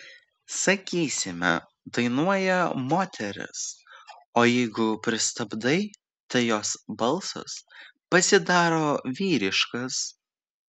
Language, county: Lithuanian, Vilnius